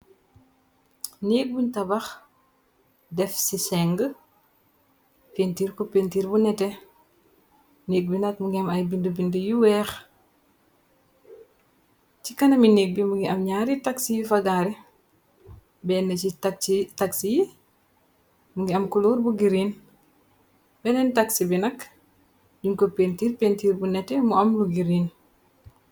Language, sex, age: Wolof, female, 25-35